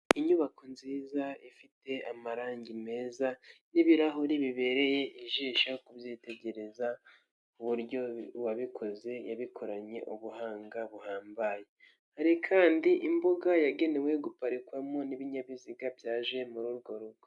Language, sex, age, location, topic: Kinyarwanda, male, 50+, Kigali, finance